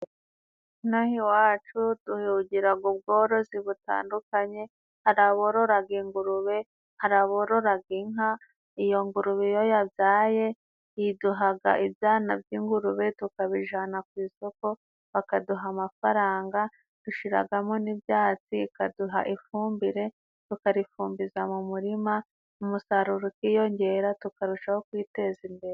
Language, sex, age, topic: Kinyarwanda, female, 25-35, agriculture